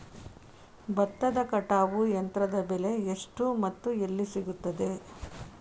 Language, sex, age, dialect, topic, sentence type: Kannada, female, 18-24, Coastal/Dakshin, agriculture, question